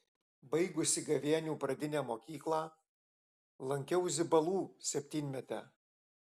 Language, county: Lithuanian, Alytus